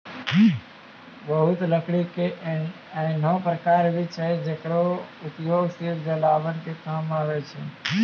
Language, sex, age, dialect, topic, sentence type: Maithili, male, 25-30, Angika, agriculture, statement